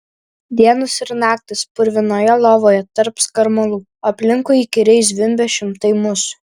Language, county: Lithuanian, Vilnius